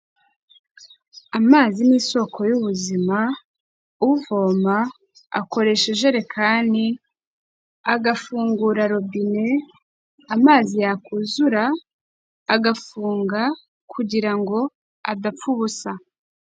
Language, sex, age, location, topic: Kinyarwanda, female, 18-24, Kigali, health